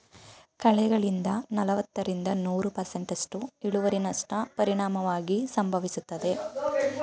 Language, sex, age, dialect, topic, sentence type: Kannada, female, 18-24, Mysore Kannada, agriculture, statement